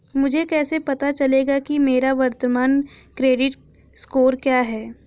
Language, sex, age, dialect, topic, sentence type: Hindi, female, 25-30, Hindustani Malvi Khadi Boli, banking, question